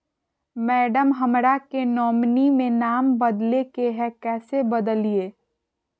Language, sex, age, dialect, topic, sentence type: Magahi, female, 41-45, Southern, banking, question